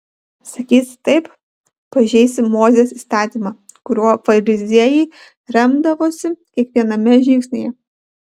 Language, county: Lithuanian, Panevėžys